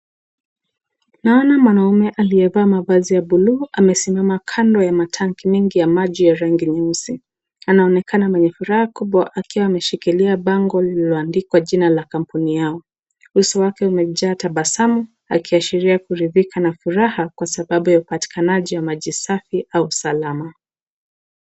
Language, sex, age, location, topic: Swahili, female, 18-24, Nakuru, health